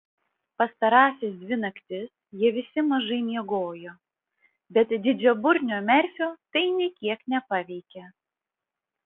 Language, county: Lithuanian, Vilnius